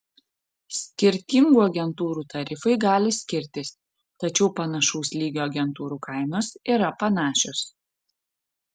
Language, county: Lithuanian, Panevėžys